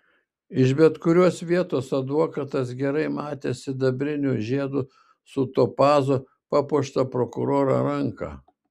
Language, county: Lithuanian, Šiauliai